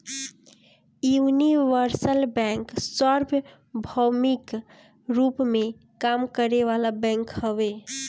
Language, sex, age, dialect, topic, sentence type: Bhojpuri, female, 36-40, Northern, banking, statement